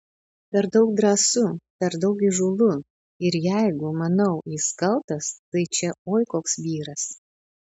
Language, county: Lithuanian, Panevėžys